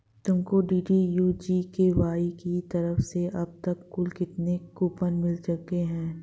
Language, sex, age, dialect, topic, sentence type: Hindi, female, 25-30, Hindustani Malvi Khadi Boli, banking, statement